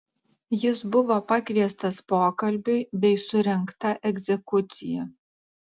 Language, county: Lithuanian, Alytus